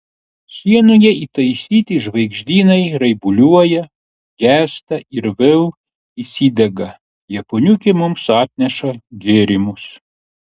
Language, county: Lithuanian, Klaipėda